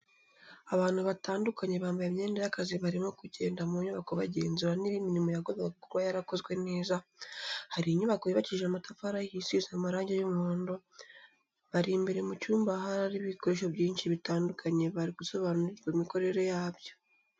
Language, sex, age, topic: Kinyarwanda, female, 18-24, education